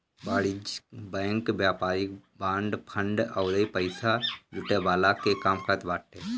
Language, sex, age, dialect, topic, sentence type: Bhojpuri, male, 31-35, Northern, banking, statement